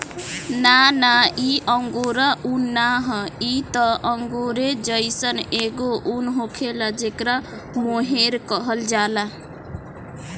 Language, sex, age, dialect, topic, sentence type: Bhojpuri, female, 18-24, Southern / Standard, agriculture, statement